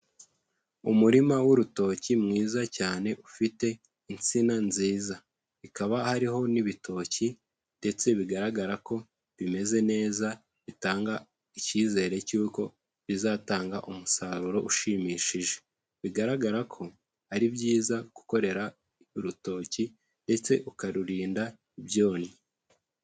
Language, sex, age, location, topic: Kinyarwanda, male, 18-24, Huye, agriculture